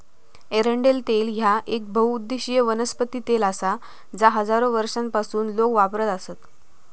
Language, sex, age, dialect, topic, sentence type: Marathi, female, 18-24, Southern Konkan, agriculture, statement